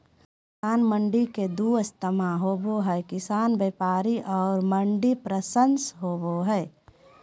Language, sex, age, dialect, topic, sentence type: Magahi, female, 46-50, Southern, agriculture, statement